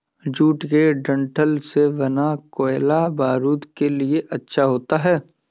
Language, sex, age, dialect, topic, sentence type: Hindi, male, 18-24, Kanauji Braj Bhasha, agriculture, statement